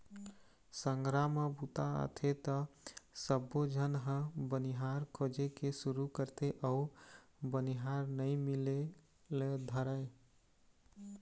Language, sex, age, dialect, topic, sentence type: Chhattisgarhi, male, 18-24, Eastern, agriculture, statement